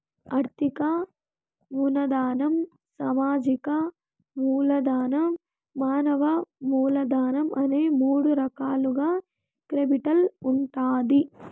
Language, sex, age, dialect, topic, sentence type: Telugu, female, 18-24, Southern, banking, statement